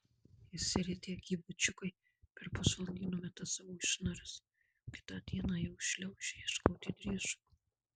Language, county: Lithuanian, Kaunas